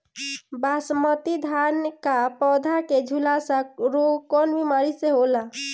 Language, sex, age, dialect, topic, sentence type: Bhojpuri, female, 36-40, Northern, agriculture, question